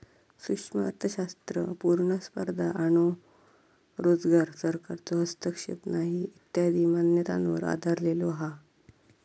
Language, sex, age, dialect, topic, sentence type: Marathi, female, 25-30, Southern Konkan, banking, statement